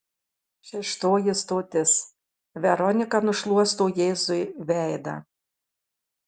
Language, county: Lithuanian, Marijampolė